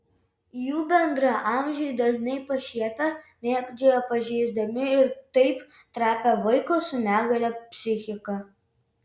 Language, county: Lithuanian, Vilnius